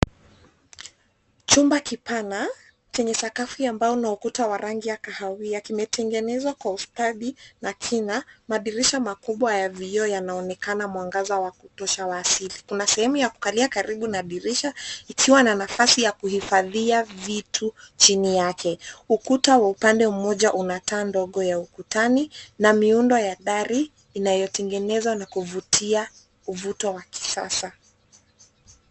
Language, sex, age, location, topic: Swahili, female, 25-35, Nairobi, education